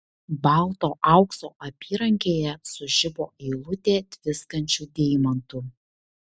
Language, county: Lithuanian, Šiauliai